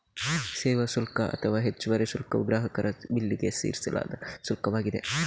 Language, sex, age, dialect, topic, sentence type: Kannada, male, 56-60, Coastal/Dakshin, banking, statement